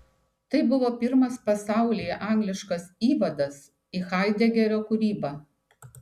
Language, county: Lithuanian, Šiauliai